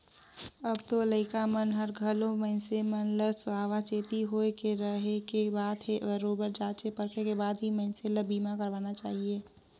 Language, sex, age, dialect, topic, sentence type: Chhattisgarhi, female, 18-24, Northern/Bhandar, banking, statement